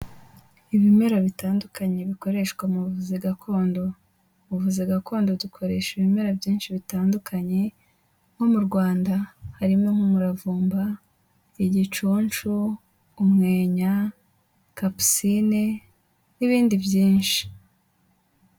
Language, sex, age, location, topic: Kinyarwanda, female, 18-24, Kigali, health